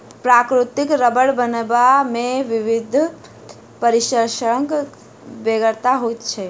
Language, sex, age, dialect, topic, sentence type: Maithili, female, 51-55, Southern/Standard, agriculture, statement